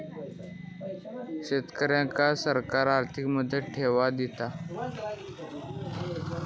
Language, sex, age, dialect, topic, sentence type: Marathi, male, 18-24, Southern Konkan, agriculture, question